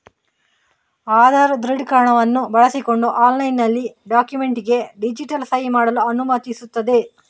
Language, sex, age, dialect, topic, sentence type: Kannada, female, 31-35, Coastal/Dakshin, banking, statement